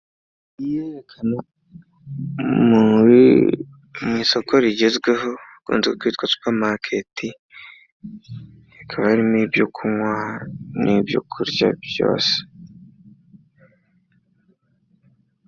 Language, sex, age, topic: Kinyarwanda, male, 25-35, finance